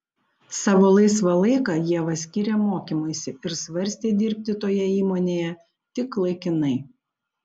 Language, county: Lithuanian, Panevėžys